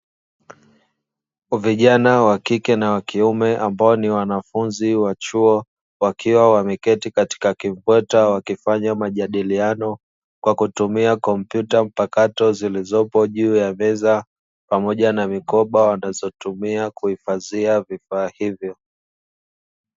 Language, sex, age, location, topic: Swahili, male, 25-35, Dar es Salaam, education